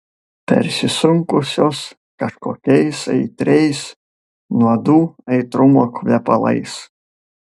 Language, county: Lithuanian, Panevėžys